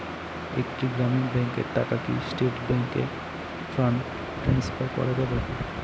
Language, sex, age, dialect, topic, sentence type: Bengali, male, 18-24, Northern/Varendri, banking, question